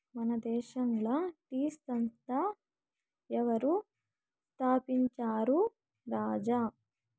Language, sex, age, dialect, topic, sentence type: Telugu, female, 18-24, Southern, agriculture, statement